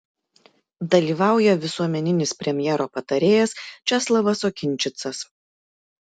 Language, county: Lithuanian, Klaipėda